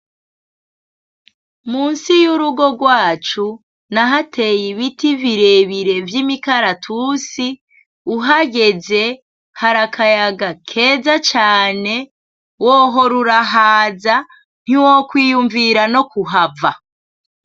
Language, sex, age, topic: Rundi, female, 25-35, agriculture